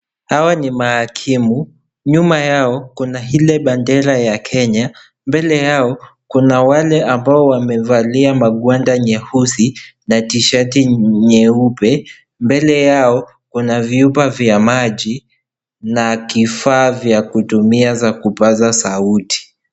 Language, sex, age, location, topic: Swahili, male, 18-24, Kisii, government